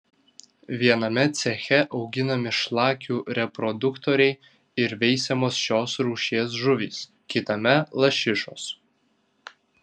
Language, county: Lithuanian, Vilnius